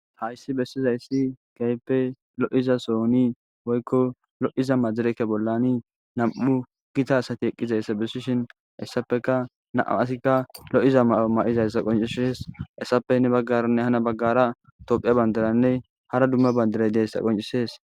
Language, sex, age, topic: Gamo, male, 18-24, government